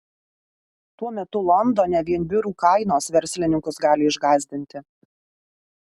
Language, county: Lithuanian, Alytus